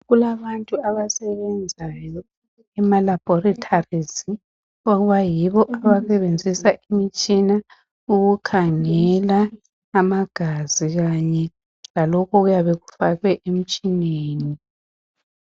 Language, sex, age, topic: North Ndebele, female, 25-35, health